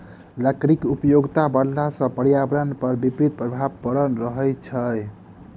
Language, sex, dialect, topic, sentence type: Maithili, male, Southern/Standard, agriculture, statement